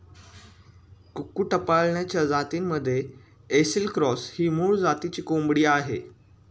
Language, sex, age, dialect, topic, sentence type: Marathi, male, 18-24, Standard Marathi, agriculture, statement